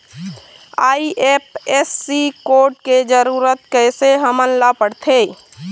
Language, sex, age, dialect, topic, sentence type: Chhattisgarhi, female, 31-35, Eastern, banking, question